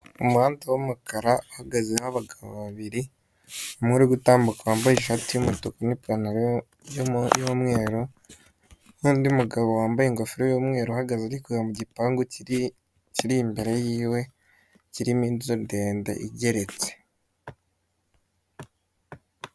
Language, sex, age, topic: Kinyarwanda, male, 18-24, government